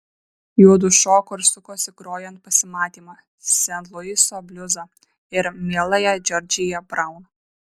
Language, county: Lithuanian, Vilnius